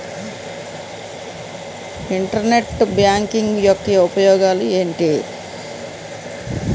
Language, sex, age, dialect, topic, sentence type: Telugu, female, 36-40, Utterandhra, banking, question